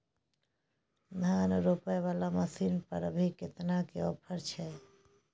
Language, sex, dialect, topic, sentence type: Maithili, female, Bajjika, agriculture, question